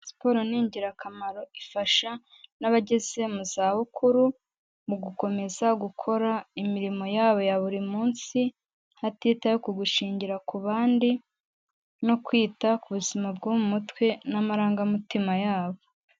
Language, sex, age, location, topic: Kinyarwanda, female, 18-24, Huye, health